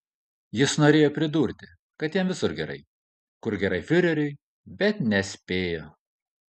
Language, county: Lithuanian, Kaunas